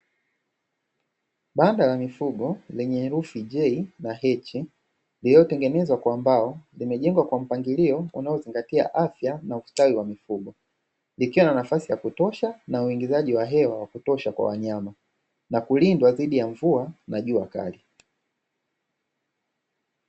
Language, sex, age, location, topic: Swahili, male, 25-35, Dar es Salaam, agriculture